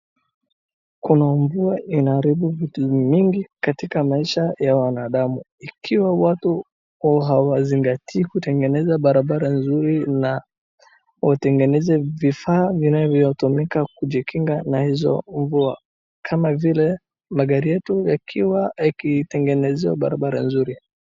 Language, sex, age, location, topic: Swahili, male, 18-24, Wajir, health